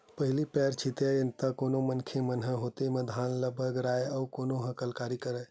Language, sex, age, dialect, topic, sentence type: Chhattisgarhi, male, 18-24, Western/Budati/Khatahi, agriculture, statement